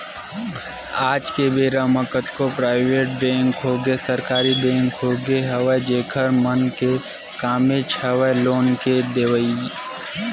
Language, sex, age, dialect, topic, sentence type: Chhattisgarhi, male, 18-24, Western/Budati/Khatahi, banking, statement